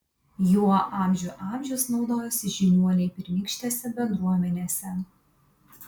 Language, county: Lithuanian, Vilnius